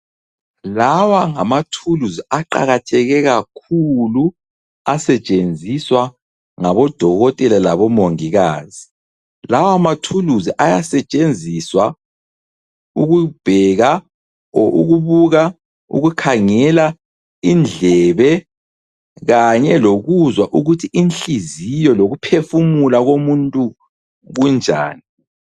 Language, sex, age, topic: North Ndebele, male, 25-35, health